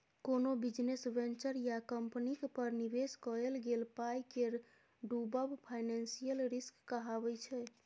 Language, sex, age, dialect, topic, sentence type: Maithili, female, 31-35, Bajjika, banking, statement